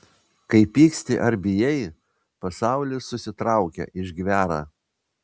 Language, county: Lithuanian, Vilnius